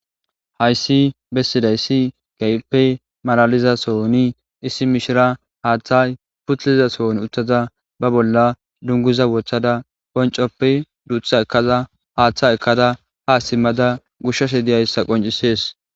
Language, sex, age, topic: Gamo, male, 18-24, government